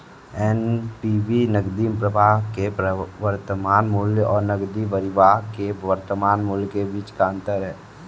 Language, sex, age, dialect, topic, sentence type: Hindi, male, 46-50, Kanauji Braj Bhasha, banking, statement